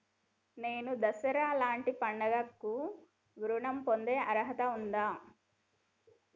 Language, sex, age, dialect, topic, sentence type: Telugu, female, 18-24, Telangana, banking, question